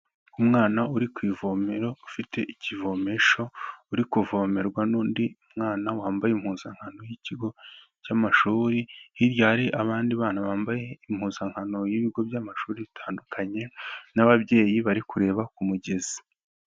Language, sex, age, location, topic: Kinyarwanda, male, 18-24, Kigali, health